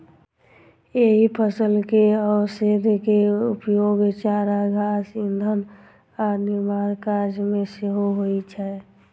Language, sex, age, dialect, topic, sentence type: Maithili, male, 25-30, Eastern / Thethi, agriculture, statement